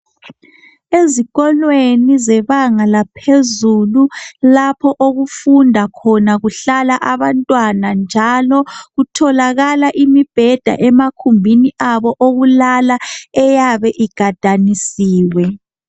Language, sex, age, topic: North Ndebele, male, 25-35, education